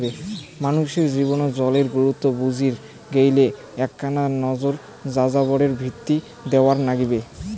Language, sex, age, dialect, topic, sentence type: Bengali, male, 18-24, Rajbangshi, agriculture, statement